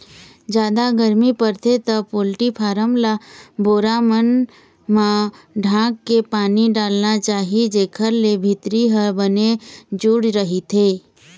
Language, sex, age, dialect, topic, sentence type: Chhattisgarhi, female, 25-30, Eastern, agriculture, statement